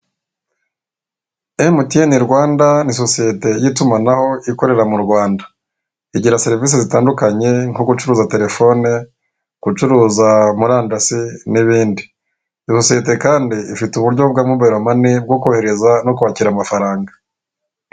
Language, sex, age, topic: Kinyarwanda, female, 36-49, finance